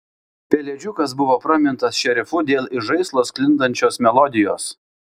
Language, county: Lithuanian, Vilnius